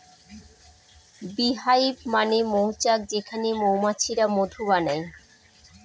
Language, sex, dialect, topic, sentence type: Bengali, female, Northern/Varendri, agriculture, statement